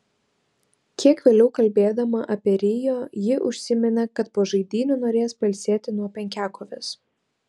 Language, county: Lithuanian, Vilnius